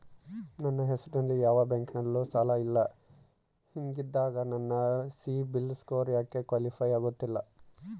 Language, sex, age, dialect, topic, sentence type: Kannada, male, 31-35, Central, banking, question